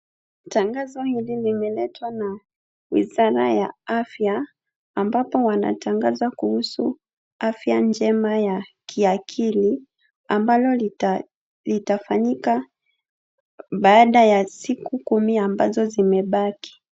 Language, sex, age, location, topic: Swahili, female, 25-35, Nairobi, health